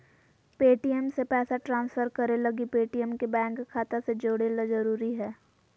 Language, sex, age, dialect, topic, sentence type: Magahi, female, 18-24, Southern, banking, statement